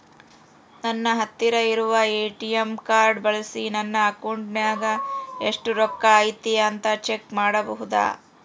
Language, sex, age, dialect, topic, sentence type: Kannada, female, 36-40, Central, banking, question